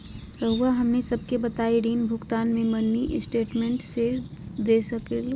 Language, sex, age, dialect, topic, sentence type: Magahi, female, 31-35, Southern, banking, question